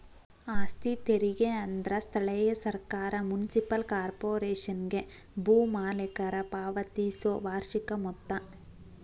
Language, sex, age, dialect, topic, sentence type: Kannada, female, 18-24, Dharwad Kannada, banking, statement